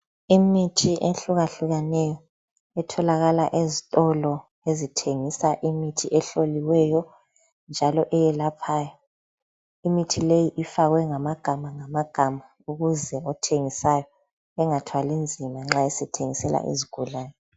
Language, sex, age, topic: North Ndebele, female, 25-35, health